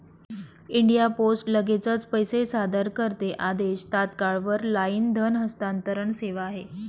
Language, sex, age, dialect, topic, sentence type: Marathi, female, 25-30, Northern Konkan, banking, statement